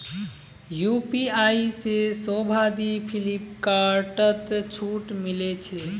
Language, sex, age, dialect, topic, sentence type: Magahi, male, 18-24, Northeastern/Surjapuri, banking, statement